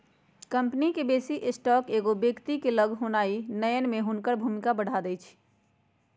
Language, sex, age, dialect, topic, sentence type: Magahi, female, 56-60, Western, banking, statement